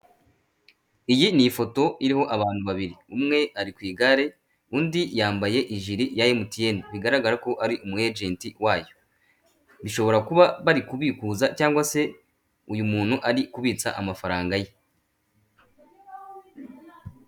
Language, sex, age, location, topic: Kinyarwanda, male, 25-35, Nyagatare, finance